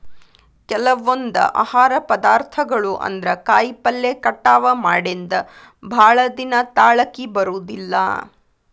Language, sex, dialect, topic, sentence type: Kannada, female, Dharwad Kannada, agriculture, statement